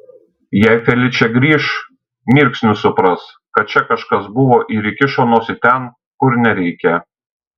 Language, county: Lithuanian, Šiauliai